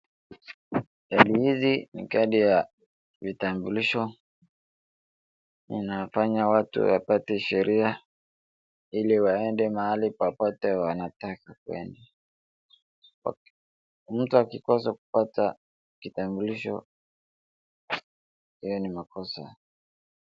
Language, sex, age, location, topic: Swahili, male, 25-35, Wajir, government